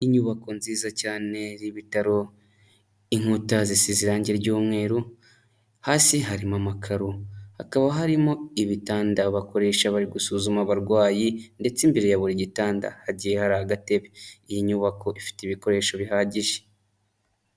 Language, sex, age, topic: Kinyarwanda, male, 25-35, health